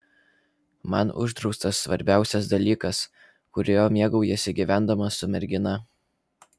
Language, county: Lithuanian, Vilnius